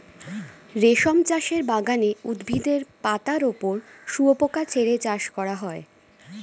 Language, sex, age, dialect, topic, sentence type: Bengali, female, 25-30, Standard Colloquial, agriculture, statement